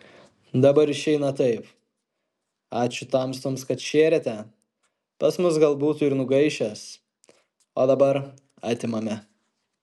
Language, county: Lithuanian, Kaunas